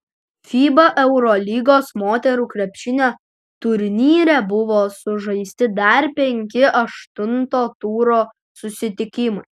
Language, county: Lithuanian, Utena